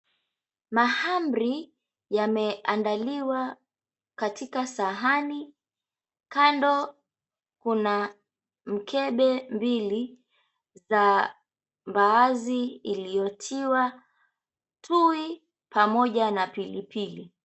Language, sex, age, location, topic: Swahili, female, 25-35, Mombasa, agriculture